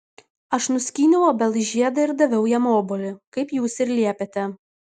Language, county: Lithuanian, Kaunas